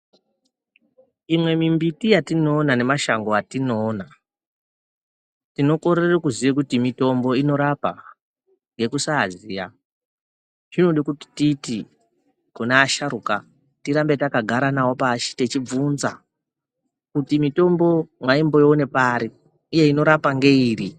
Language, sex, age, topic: Ndau, male, 36-49, health